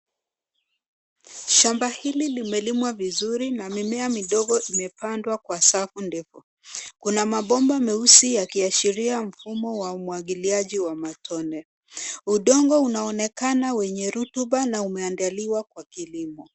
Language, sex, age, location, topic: Swahili, female, 25-35, Nairobi, agriculture